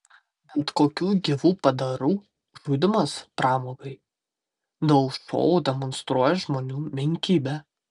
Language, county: Lithuanian, Vilnius